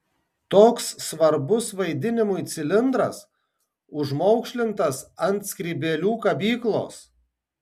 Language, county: Lithuanian, Tauragė